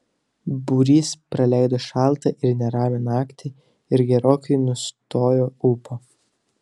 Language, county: Lithuanian, Telšiai